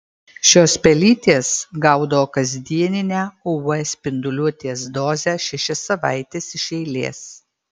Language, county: Lithuanian, Marijampolė